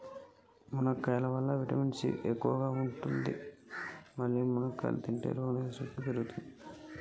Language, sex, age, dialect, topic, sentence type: Telugu, male, 25-30, Telangana, agriculture, statement